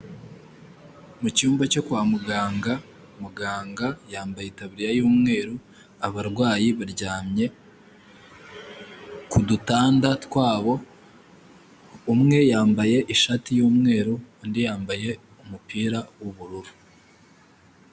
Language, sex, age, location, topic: Kinyarwanda, male, 18-24, Nyagatare, health